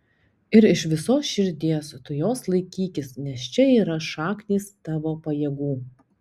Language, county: Lithuanian, Panevėžys